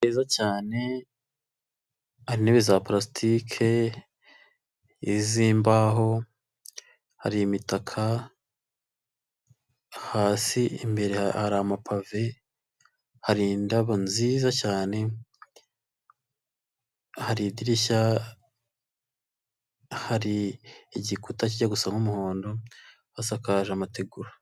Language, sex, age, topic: Kinyarwanda, male, 25-35, finance